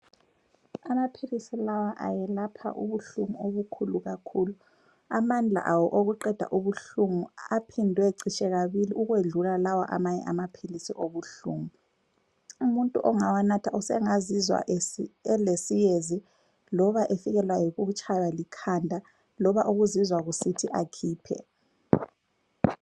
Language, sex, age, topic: North Ndebele, female, 25-35, health